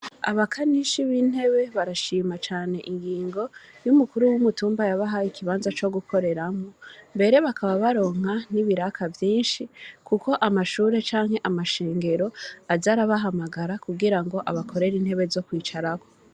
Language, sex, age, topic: Rundi, female, 25-35, education